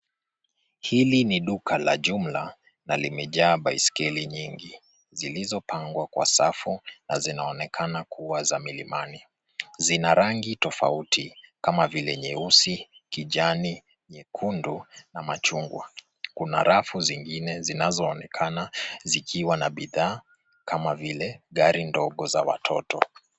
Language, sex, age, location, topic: Swahili, male, 25-35, Nairobi, finance